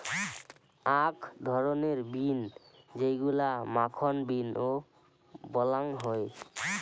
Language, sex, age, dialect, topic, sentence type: Bengali, male, <18, Rajbangshi, agriculture, statement